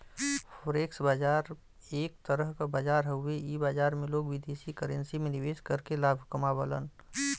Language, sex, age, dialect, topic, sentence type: Bhojpuri, male, 31-35, Western, banking, statement